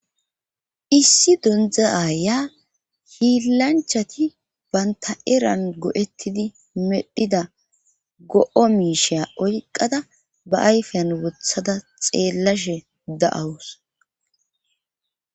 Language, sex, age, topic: Gamo, female, 36-49, government